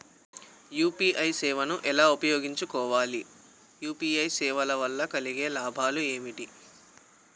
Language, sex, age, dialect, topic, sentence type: Telugu, male, 18-24, Telangana, banking, question